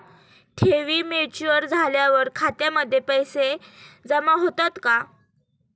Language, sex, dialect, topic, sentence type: Marathi, female, Standard Marathi, banking, question